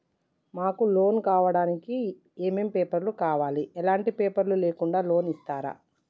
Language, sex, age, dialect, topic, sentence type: Telugu, female, 18-24, Telangana, banking, question